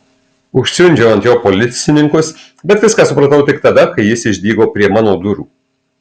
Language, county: Lithuanian, Marijampolė